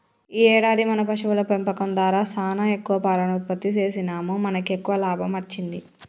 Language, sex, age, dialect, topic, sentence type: Telugu, male, 25-30, Telangana, agriculture, statement